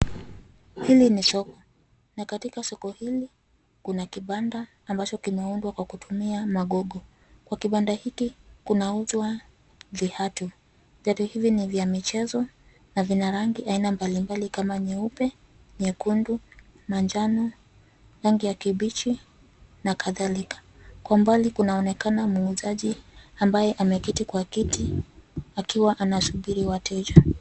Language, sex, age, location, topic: Swahili, female, 25-35, Nairobi, finance